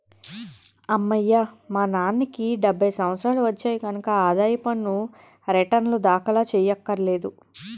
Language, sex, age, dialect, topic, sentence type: Telugu, female, 31-35, Utterandhra, banking, statement